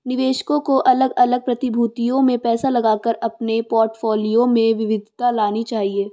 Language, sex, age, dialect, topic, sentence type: Hindi, female, 18-24, Marwari Dhudhari, banking, statement